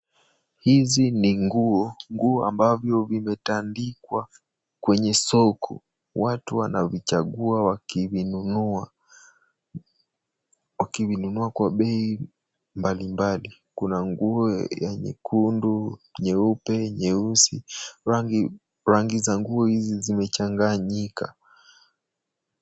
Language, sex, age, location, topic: Swahili, male, 18-24, Kisumu, finance